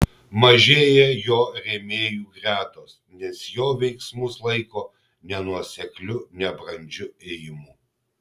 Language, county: Lithuanian, Kaunas